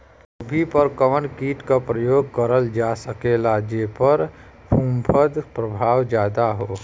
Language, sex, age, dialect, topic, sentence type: Bhojpuri, male, 36-40, Western, agriculture, question